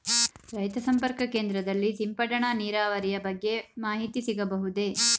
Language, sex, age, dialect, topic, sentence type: Kannada, female, 36-40, Mysore Kannada, agriculture, question